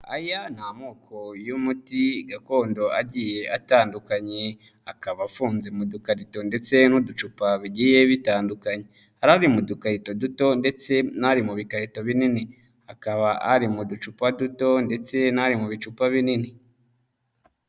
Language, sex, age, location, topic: Kinyarwanda, male, 25-35, Huye, health